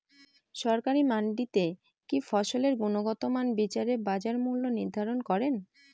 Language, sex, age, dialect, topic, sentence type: Bengali, female, 25-30, Northern/Varendri, agriculture, question